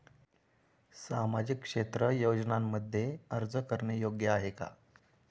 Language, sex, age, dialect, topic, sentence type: Marathi, male, 18-24, Standard Marathi, banking, question